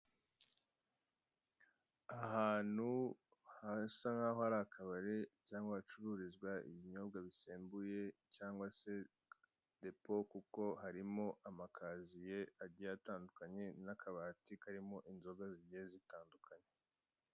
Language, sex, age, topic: Kinyarwanda, male, 25-35, finance